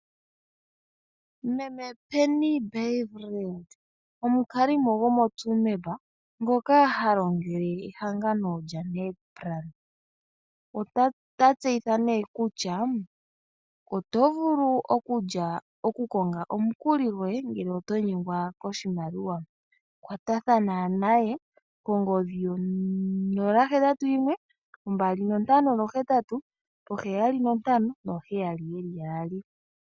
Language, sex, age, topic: Oshiwambo, male, 18-24, finance